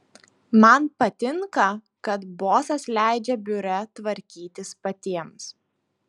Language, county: Lithuanian, Šiauliai